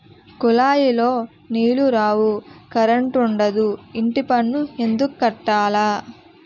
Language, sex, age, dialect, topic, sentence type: Telugu, female, 18-24, Utterandhra, banking, statement